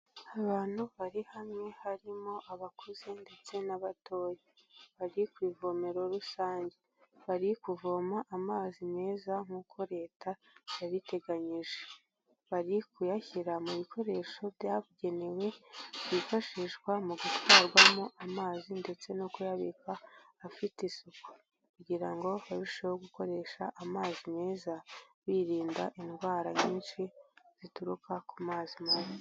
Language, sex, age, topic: Kinyarwanda, female, 18-24, health